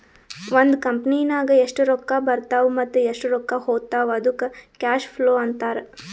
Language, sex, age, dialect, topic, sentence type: Kannada, female, 18-24, Northeastern, banking, statement